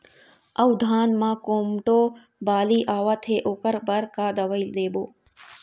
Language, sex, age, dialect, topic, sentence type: Chhattisgarhi, female, 18-24, Eastern, agriculture, question